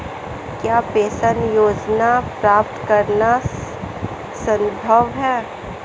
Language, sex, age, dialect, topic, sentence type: Hindi, female, 18-24, Marwari Dhudhari, banking, question